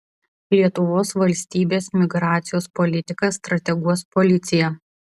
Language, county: Lithuanian, Vilnius